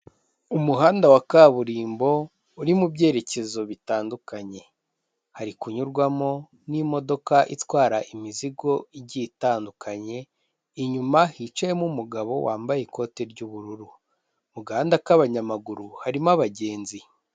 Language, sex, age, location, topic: Kinyarwanda, male, 25-35, Kigali, government